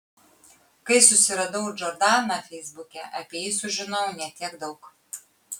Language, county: Lithuanian, Kaunas